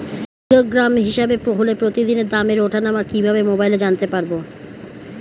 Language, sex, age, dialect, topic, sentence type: Bengali, female, 41-45, Standard Colloquial, agriculture, question